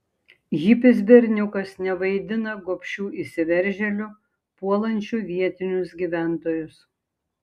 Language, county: Lithuanian, Šiauliai